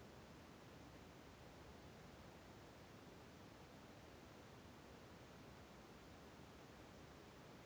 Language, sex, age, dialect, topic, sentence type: Kannada, male, 41-45, Central, banking, question